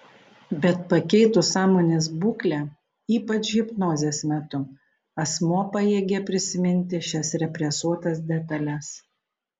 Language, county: Lithuanian, Panevėžys